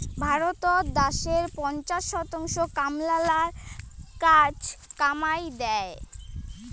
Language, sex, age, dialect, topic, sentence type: Bengali, female, 18-24, Rajbangshi, agriculture, statement